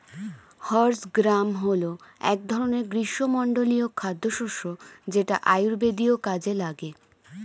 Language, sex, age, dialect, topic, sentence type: Bengali, female, 25-30, Standard Colloquial, agriculture, statement